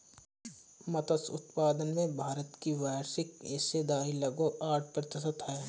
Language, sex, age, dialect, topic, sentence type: Hindi, male, 25-30, Awadhi Bundeli, agriculture, statement